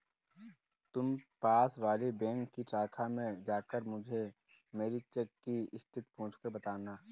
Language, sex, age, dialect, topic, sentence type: Hindi, male, 18-24, Marwari Dhudhari, banking, statement